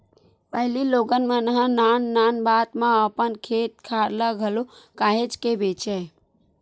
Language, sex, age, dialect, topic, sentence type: Chhattisgarhi, female, 41-45, Western/Budati/Khatahi, banking, statement